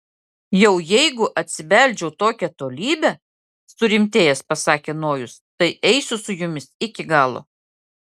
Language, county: Lithuanian, Klaipėda